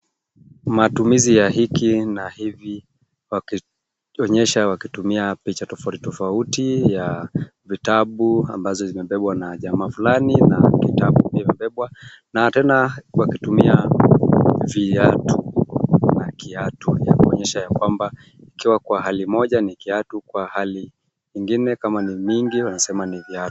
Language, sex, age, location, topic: Swahili, male, 36-49, Kisumu, education